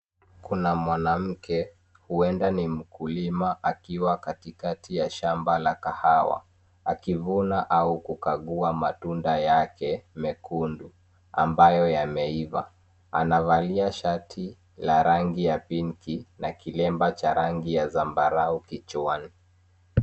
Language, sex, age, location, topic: Swahili, male, 18-24, Nairobi, agriculture